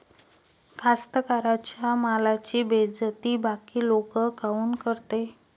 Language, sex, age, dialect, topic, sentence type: Marathi, female, 25-30, Varhadi, agriculture, question